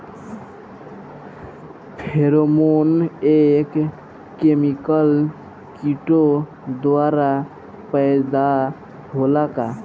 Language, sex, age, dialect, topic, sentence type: Bhojpuri, male, <18, Northern, agriculture, question